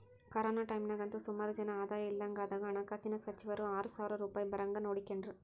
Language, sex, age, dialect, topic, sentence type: Kannada, female, 51-55, Central, banking, statement